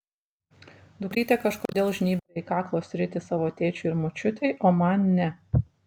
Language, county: Lithuanian, Šiauliai